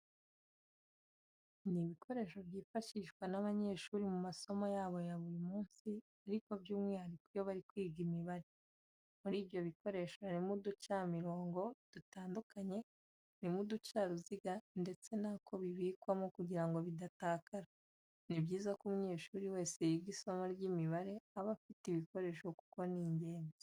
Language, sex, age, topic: Kinyarwanda, female, 25-35, education